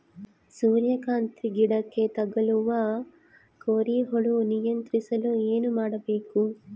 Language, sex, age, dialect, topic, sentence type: Kannada, female, 25-30, Central, agriculture, question